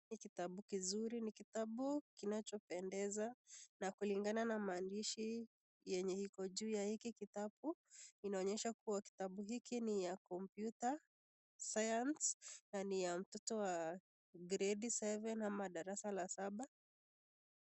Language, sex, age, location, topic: Swahili, female, 25-35, Nakuru, education